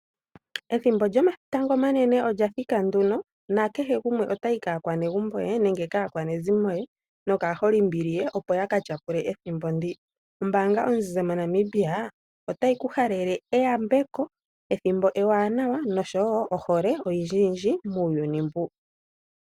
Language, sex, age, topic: Oshiwambo, female, 18-24, finance